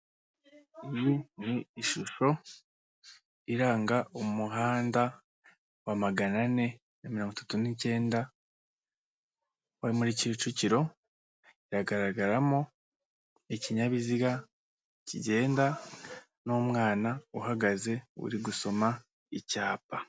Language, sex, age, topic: Kinyarwanda, male, 25-35, government